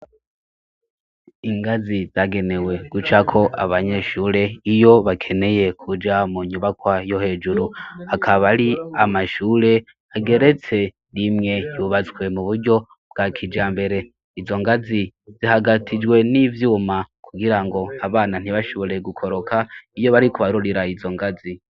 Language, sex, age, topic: Rundi, male, 18-24, education